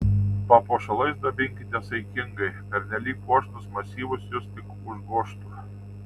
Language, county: Lithuanian, Tauragė